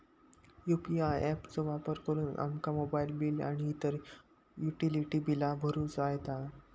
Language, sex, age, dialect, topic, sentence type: Marathi, male, 51-55, Southern Konkan, banking, statement